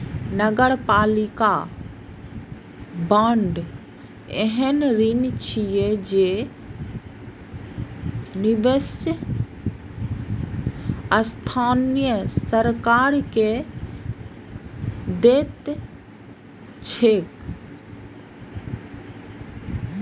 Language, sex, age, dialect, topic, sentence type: Maithili, female, 25-30, Eastern / Thethi, banking, statement